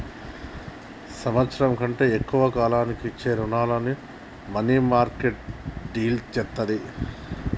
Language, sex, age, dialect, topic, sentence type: Telugu, male, 41-45, Telangana, banking, statement